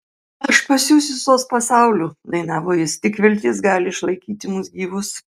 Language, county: Lithuanian, Kaunas